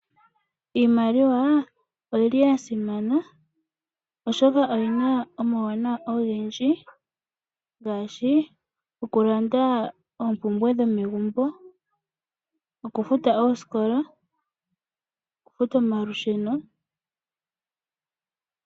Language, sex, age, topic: Oshiwambo, female, 25-35, finance